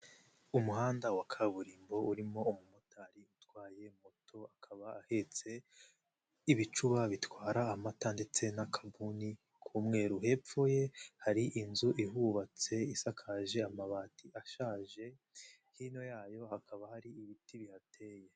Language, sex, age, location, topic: Kinyarwanda, male, 25-35, Nyagatare, finance